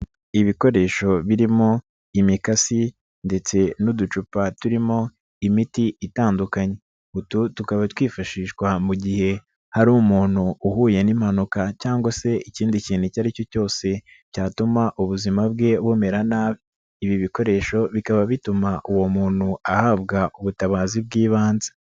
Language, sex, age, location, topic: Kinyarwanda, male, 25-35, Nyagatare, health